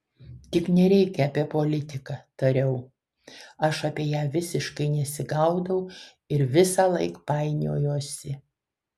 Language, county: Lithuanian, Kaunas